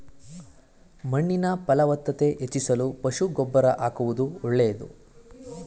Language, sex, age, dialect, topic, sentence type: Kannada, male, 18-24, Mysore Kannada, agriculture, statement